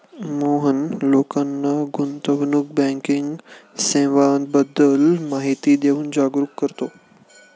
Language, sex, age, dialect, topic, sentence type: Marathi, male, 18-24, Standard Marathi, banking, statement